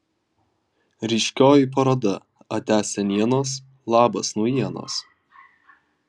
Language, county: Lithuanian, Vilnius